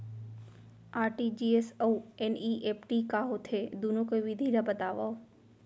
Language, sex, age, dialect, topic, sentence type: Chhattisgarhi, female, 18-24, Central, banking, question